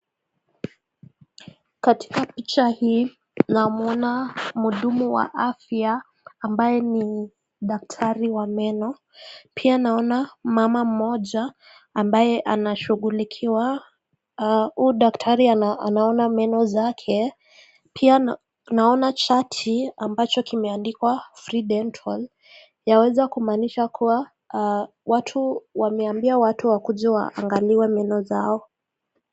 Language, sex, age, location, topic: Swahili, female, 18-24, Nakuru, health